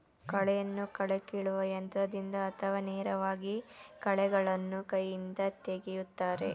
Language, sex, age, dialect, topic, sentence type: Kannada, male, 36-40, Mysore Kannada, agriculture, statement